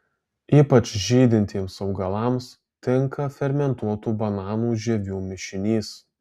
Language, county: Lithuanian, Alytus